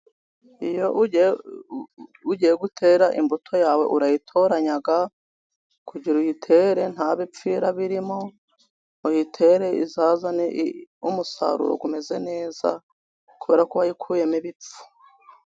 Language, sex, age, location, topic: Kinyarwanda, female, 36-49, Musanze, agriculture